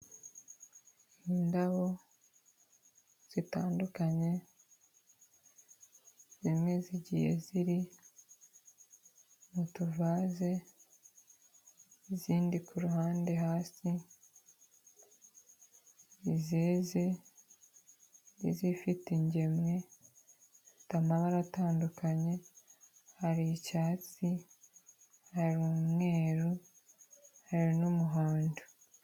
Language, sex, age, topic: Kinyarwanda, female, 25-35, health